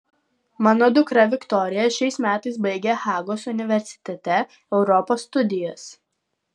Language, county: Lithuanian, Vilnius